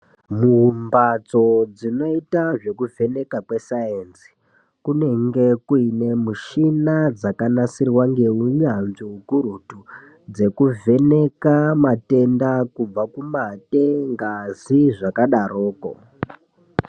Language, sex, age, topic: Ndau, male, 18-24, health